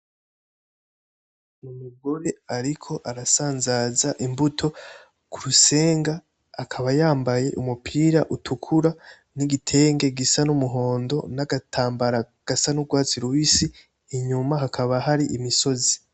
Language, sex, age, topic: Rundi, male, 18-24, agriculture